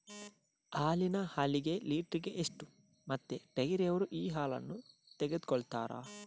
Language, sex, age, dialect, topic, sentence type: Kannada, male, 31-35, Coastal/Dakshin, agriculture, question